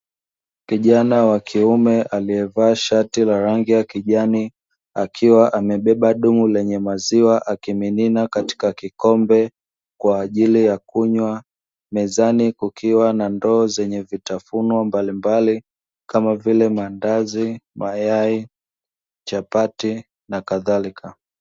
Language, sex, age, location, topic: Swahili, male, 25-35, Dar es Salaam, finance